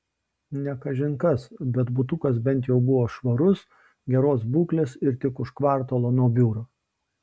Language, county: Lithuanian, Šiauliai